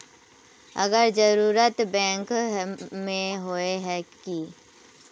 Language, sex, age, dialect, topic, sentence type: Magahi, female, 18-24, Northeastern/Surjapuri, banking, question